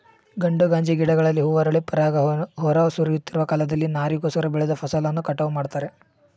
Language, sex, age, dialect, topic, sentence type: Kannada, male, 18-24, Mysore Kannada, agriculture, statement